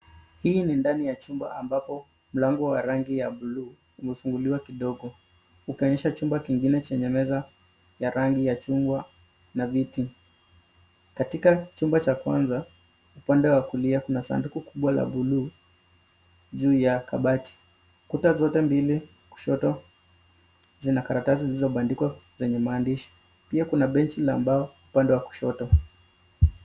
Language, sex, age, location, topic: Swahili, male, 25-35, Nairobi, health